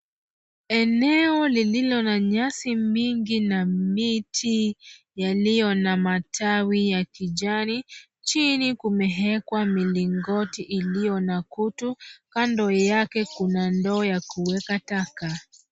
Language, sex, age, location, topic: Swahili, female, 25-35, Nairobi, government